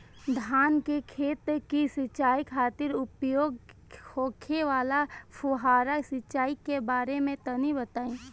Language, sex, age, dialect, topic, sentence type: Bhojpuri, female, 18-24, Northern, agriculture, question